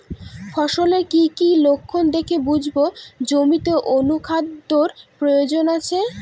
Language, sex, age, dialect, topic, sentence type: Bengali, female, <18, Northern/Varendri, agriculture, question